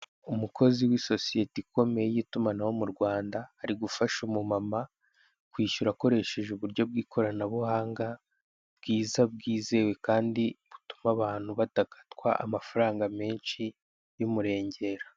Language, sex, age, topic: Kinyarwanda, male, 18-24, finance